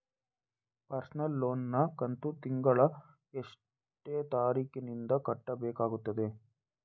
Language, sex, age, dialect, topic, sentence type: Kannada, male, 18-24, Coastal/Dakshin, banking, question